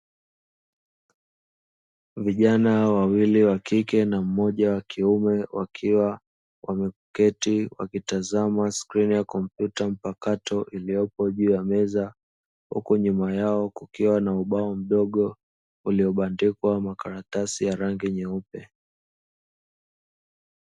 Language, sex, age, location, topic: Swahili, male, 25-35, Dar es Salaam, education